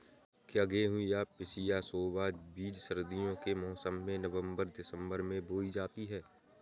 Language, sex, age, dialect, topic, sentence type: Hindi, male, 18-24, Awadhi Bundeli, agriculture, question